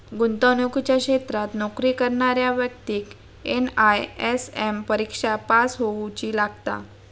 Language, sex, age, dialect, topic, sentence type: Marathi, female, 56-60, Southern Konkan, banking, statement